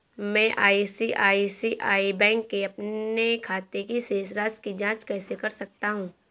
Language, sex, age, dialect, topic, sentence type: Hindi, female, 18-24, Awadhi Bundeli, banking, question